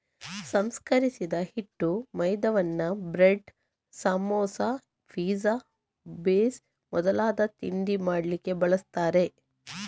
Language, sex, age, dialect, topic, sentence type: Kannada, female, 31-35, Coastal/Dakshin, agriculture, statement